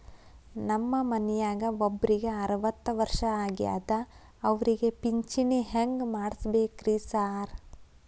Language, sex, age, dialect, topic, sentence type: Kannada, female, 18-24, Dharwad Kannada, banking, question